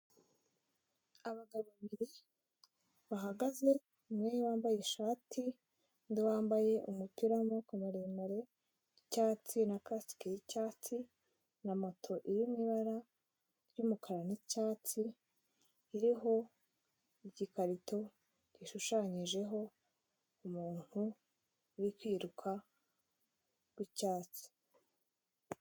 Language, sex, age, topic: Kinyarwanda, female, 25-35, finance